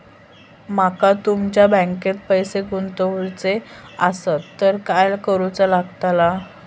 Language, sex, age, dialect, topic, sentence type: Marathi, female, 18-24, Southern Konkan, banking, question